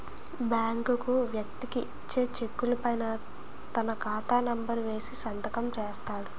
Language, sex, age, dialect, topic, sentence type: Telugu, female, 18-24, Utterandhra, banking, statement